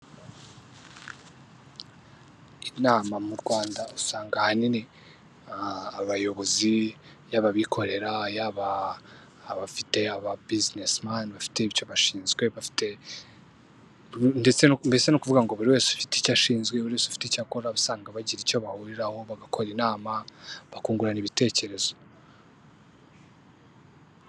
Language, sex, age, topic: Kinyarwanda, male, 18-24, education